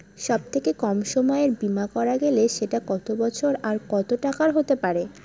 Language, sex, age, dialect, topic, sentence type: Bengali, female, 18-24, Northern/Varendri, banking, question